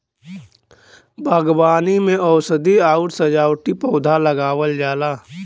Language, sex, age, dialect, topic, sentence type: Bhojpuri, male, 25-30, Western, agriculture, statement